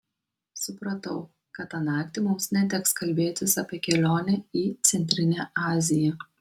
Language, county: Lithuanian, Kaunas